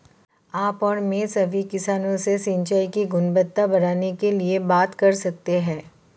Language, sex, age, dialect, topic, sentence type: Hindi, female, 31-35, Marwari Dhudhari, agriculture, statement